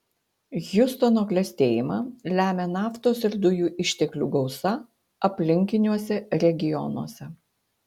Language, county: Lithuanian, Utena